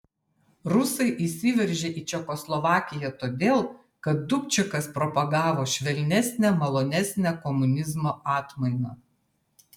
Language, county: Lithuanian, Vilnius